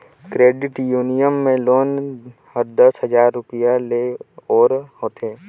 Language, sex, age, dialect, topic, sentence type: Chhattisgarhi, male, 18-24, Northern/Bhandar, banking, statement